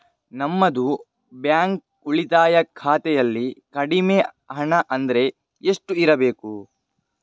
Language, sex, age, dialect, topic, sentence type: Kannada, male, 51-55, Coastal/Dakshin, banking, question